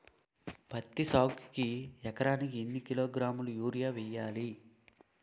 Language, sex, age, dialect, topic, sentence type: Telugu, male, 18-24, Utterandhra, agriculture, question